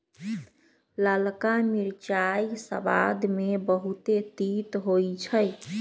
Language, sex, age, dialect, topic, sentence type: Magahi, female, 31-35, Western, agriculture, statement